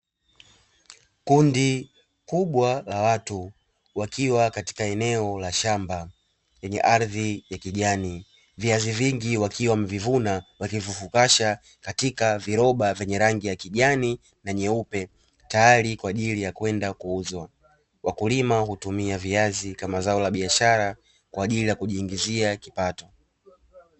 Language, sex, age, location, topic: Swahili, male, 18-24, Dar es Salaam, agriculture